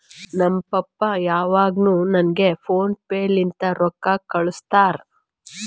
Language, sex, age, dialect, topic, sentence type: Kannada, female, 41-45, Northeastern, banking, statement